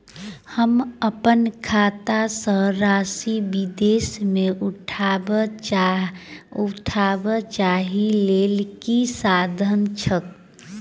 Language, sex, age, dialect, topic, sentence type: Maithili, female, 25-30, Southern/Standard, banking, question